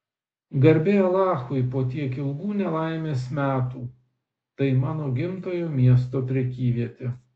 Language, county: Lithuanian, Vilnius